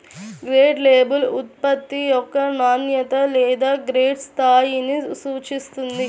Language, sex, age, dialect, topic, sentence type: Telugu, female, 41-45, Central/Coastal, banking, statement